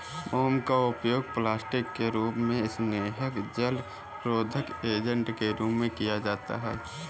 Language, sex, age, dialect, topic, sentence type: Hindi, male, 18-24, Kanauji Braj Bhasha, agriculture, statement